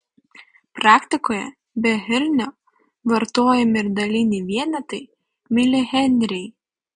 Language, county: Lithuanian, Panevėžys